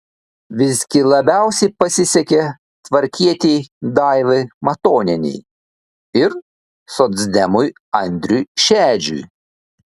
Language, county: Lithuanian, Šiauliai